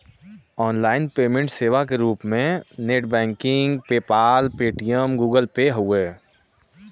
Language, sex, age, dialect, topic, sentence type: Bhojpuri, male, 18-24, Western, banking, statement